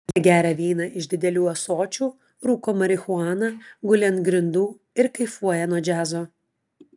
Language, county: Lithuanian, Klaipėda